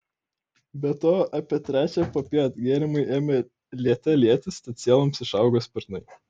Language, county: Lithuanian, Kaunas